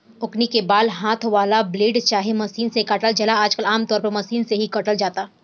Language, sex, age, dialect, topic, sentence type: Bhojpuri, female, 18-24, Southern / Standard, agriculture, statement